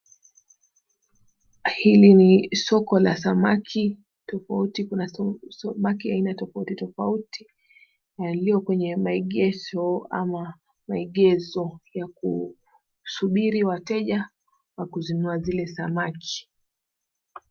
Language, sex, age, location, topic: Swahili, female, 25-35, Mombasa, agriculture